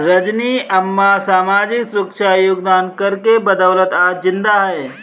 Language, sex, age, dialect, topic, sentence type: Hindi, male, 25-30, Kanauji Braj Bhasha, banking, statement